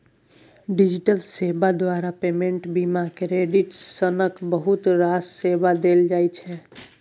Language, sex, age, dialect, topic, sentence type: Maithili, male, 18-24, Bajjika, banking, statement